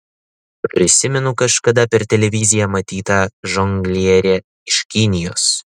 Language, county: Lithuanian, Šiauliai